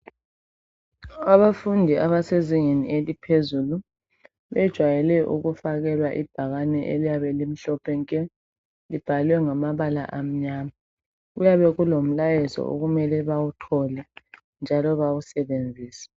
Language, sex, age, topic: North Ndebele, male, 36-49, education